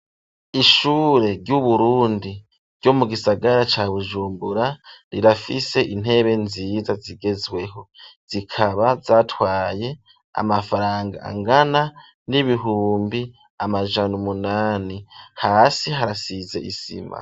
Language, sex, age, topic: Rundi, male, 25-35, education